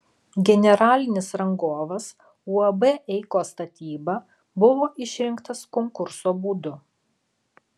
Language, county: Lithuanian, Alytus